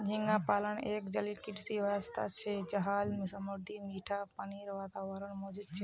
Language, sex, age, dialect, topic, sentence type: Magahi, female, 60-100, Northeastern/Surjapuri, agriculture, statement